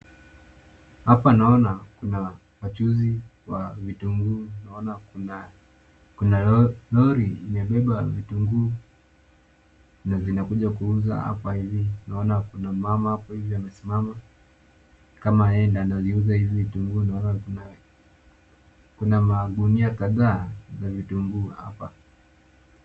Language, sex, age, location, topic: Swahili, male, 18-24, Nakuru, finance